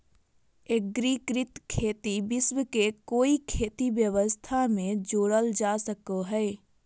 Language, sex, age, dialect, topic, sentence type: Magahi, female, 25-30, Southern, agriculture, statement